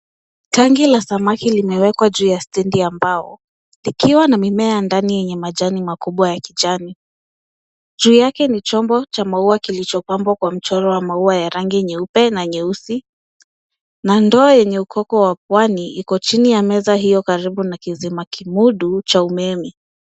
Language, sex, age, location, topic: Swahili, female, 18-24, Nairobi, agriculture